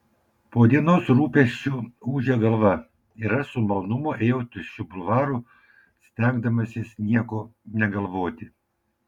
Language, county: Lithuanian, Vilnius